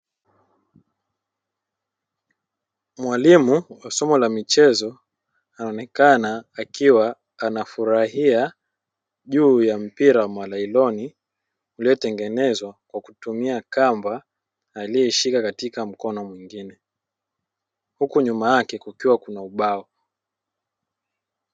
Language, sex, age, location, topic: Swahili, male, 25-35, Dar es Salaam, education